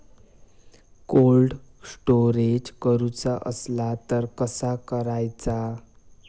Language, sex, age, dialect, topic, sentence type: Marathi, male, 18-24, Southern Konkan, agriculture, question